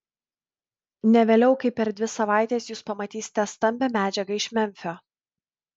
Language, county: Lithuanian, Vilnius